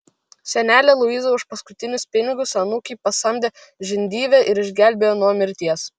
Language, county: Lithuanian, Vilnius